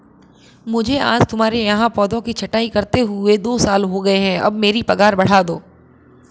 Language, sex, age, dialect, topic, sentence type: Hindi, female, 25-30, Marwari Dhudhari, agriculture, statement